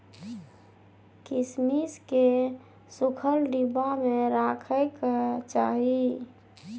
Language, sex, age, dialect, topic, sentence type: Maithili, female, 31-35, Bajjika, agriculture, statement